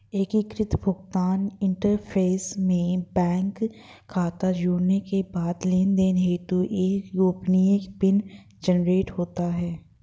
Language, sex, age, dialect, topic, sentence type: Hindi, female, 18-24, Marwari Dhudhari, banking, statement